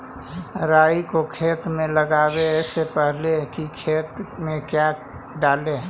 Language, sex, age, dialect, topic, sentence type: Magahi, female, 25-30, Central/Standard, agriculture, question